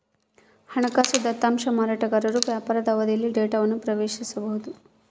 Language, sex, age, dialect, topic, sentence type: Kannada, female, 51-55, Central, banking, statement